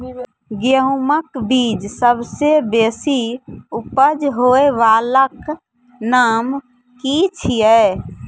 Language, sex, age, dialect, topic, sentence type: Maithili, female, 18-24, Angika, agriculture, question